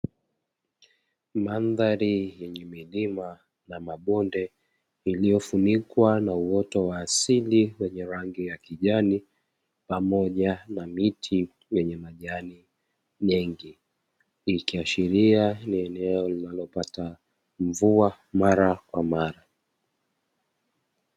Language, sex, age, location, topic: Swahili, male, 25-35, Dar es Salaam, agriculture